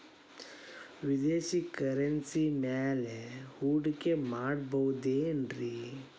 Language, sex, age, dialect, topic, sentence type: Kannada, male, 31-35, Dharwad Kannada, banking, question